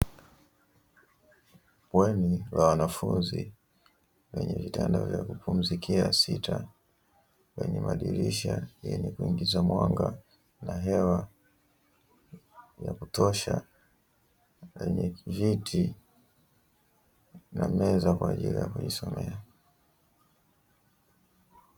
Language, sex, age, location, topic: Swahili, male, 18-24, Dar es Salaam, education